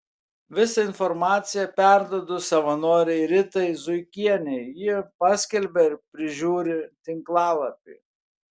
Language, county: Lithuanian, Kaunas